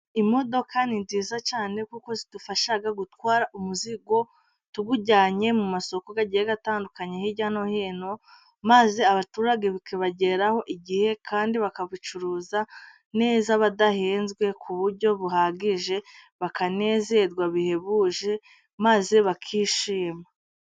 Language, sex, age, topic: Kinyarwanda, female, 18-24, government